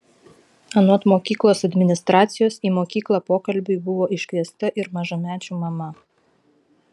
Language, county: Lithuanian, Vilnius